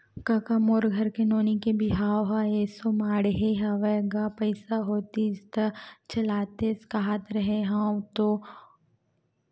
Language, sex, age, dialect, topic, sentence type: Chhattisgarhi, female, 18-24, Western/Budati/Khatahi, banking, statement